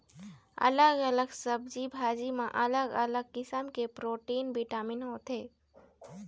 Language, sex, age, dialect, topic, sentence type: Chhattisgarhi, female, 18-24, Eastern, agriculture, statement